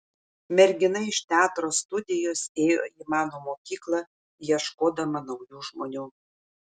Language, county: Lithuanian, Šiauliai